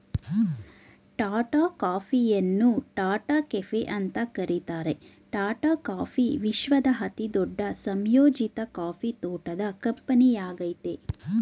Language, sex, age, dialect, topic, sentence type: Kannada, female, 25-30, Mysore Kannada, agriculture, statement